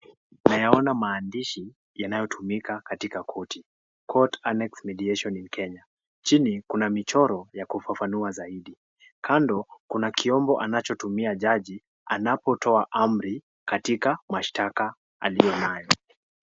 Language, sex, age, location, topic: Swahili, male, 18-24, Kisii, government